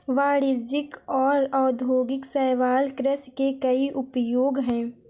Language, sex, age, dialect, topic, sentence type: Hindi, female, 18-24, Awadhi Bundeli, agriculture, statement